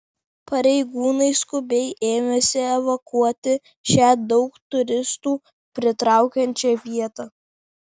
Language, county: Lithuanian, Vilnius